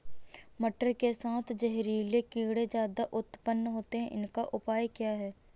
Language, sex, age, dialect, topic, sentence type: Hindi, female, 31-35, Awadhi Bundeli, agriculture, question